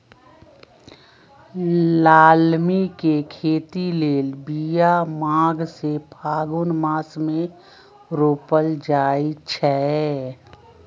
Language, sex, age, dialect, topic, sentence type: Magahi, female, 60-100, Western, agriculture, statement